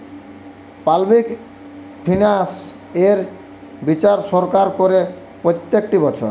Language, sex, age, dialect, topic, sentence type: Bengali, male, 18-24, Western, banking, statement